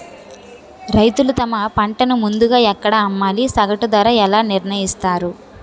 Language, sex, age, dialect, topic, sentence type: Telugu, female, 18-24, Utterandhra, agriculture, question